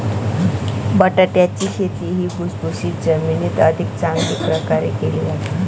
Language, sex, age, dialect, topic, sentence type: Marathi, male, 18-24, Northern Konkan, agriculture, statement